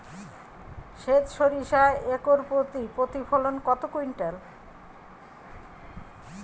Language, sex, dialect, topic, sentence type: Bengali, female, Standard Colloquial, agriculture, question